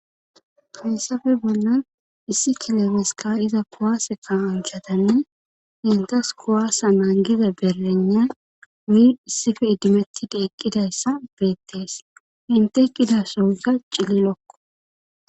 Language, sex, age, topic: Gamo, female, 25-35, government